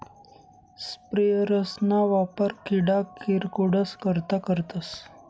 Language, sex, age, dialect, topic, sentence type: Marathi, male, 25-30, Northern Konkan, agriculture, statement